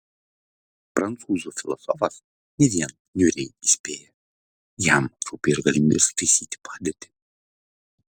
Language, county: Lithuanian, Vilnius